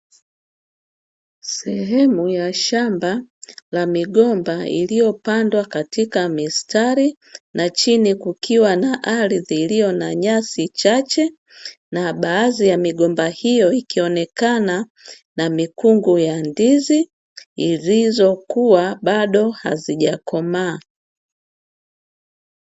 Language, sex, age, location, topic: Swahili, female, 50+, Dar es Salaam, agriculture